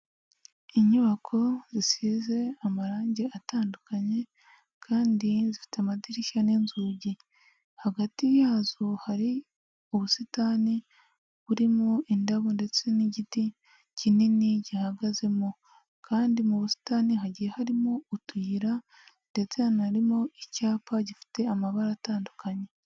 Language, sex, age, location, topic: Kinyarwanda, female, 36-49, Huye, health